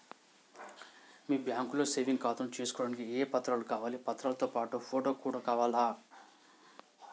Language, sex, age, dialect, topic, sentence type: Telugu, male, 41-45, Telangana, banking, question